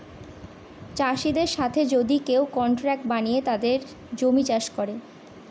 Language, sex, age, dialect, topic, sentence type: Bengali, female, 18-24, Northern/Varendri, agriculture, statement